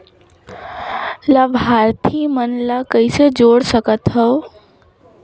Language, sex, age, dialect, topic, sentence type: Chhattisgarhi, female, 18-24, Northern/Bhandar, banking, question